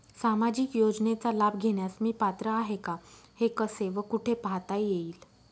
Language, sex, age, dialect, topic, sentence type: Marathi, female, 25-30, Northern Konkan, banking, question